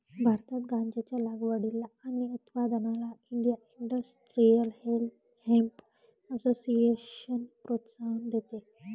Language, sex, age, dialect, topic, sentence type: Marathi, female, 56-60, Northern Konkan, agriculture, statement